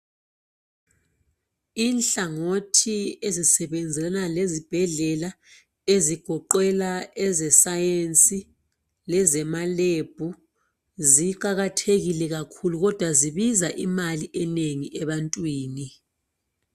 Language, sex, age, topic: North Ndebele, female, 36-49, health